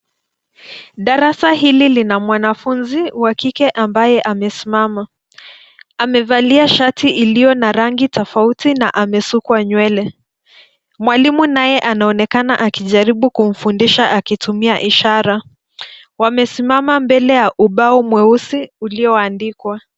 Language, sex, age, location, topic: Swahili, female, 25-35, Nairobi, education